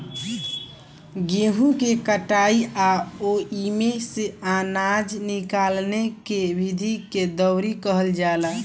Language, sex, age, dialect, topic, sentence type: Bhojpuri, male, <18, Southern / Standard, agriculture, statement